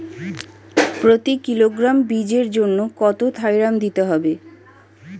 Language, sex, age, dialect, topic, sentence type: Bengali, female, 31-35, Standard Colloquial, agriculture, question